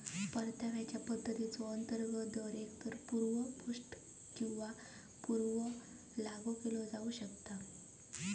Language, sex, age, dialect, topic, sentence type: Marathi, female, 18-24, Southern Konkan, banking, statement